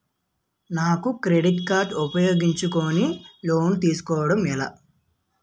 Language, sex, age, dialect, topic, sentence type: Telugu, male, 18-24, Utterandhra, banking, question